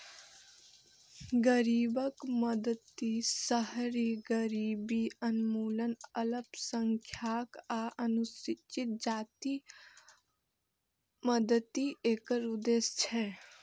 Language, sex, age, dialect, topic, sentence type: Maithili, female, 18-24, Eastern / Thethi, agriculture, statement